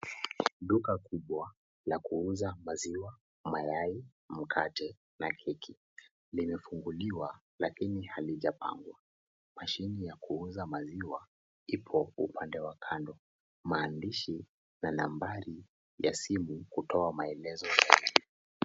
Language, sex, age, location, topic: Swahili, male, 18-24, Kisii, finance